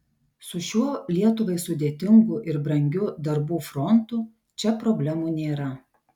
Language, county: Lithuanian, Šiauliai